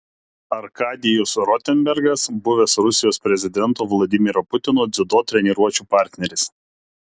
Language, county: Lithuanian, Kaunas